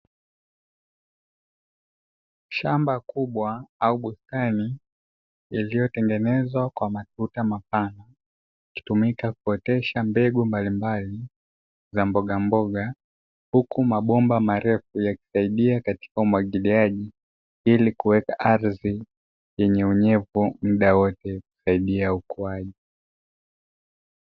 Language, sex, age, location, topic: Swahili, male, 25-35, Dar es Salaam, agriculture